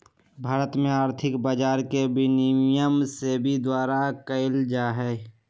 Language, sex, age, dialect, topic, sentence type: Magahi, male, 56-60, Western, banking, statement